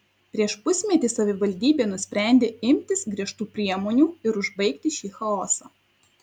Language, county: Lithuanian, Kaunas